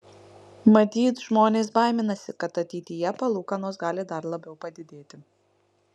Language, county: Lithuanian, Marijampolė